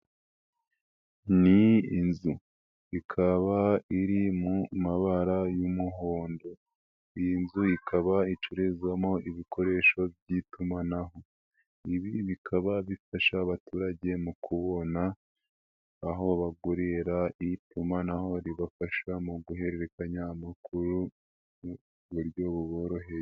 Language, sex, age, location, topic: Kinyarwanda, male, 18-24, Nyagatare, finance